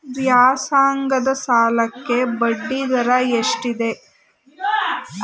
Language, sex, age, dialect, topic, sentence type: Kannada, female, 18-24, Mysore Kannada, banking, question